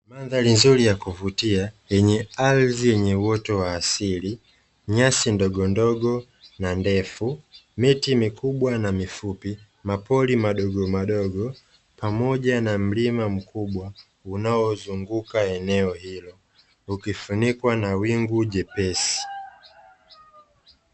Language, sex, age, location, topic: Swahili, male, 25-35, Dar es Salaam, agriculture